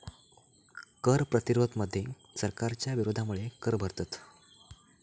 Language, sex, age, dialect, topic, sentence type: Marathi, male, 18-24, Southern Konkan, banking, statement